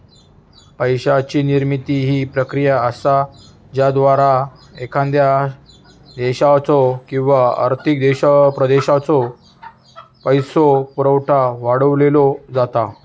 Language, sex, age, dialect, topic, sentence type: Marathi, male, 18-24, Southern Konkan, banking, statement